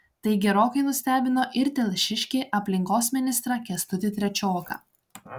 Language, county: Lithuanian, Klaipėda